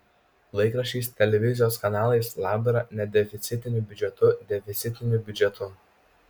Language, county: Lithuanian, Kaunas